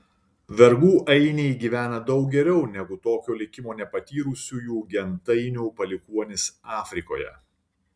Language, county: Lithuanian, Šiauliai